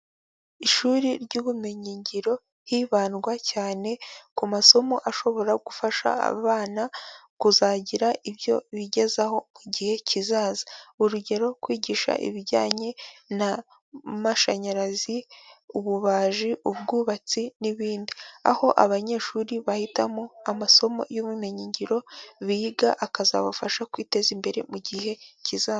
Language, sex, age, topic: Kinyarwanda, female, 18-24, education